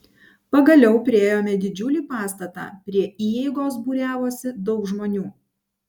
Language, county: Lithuanian, Panevėžys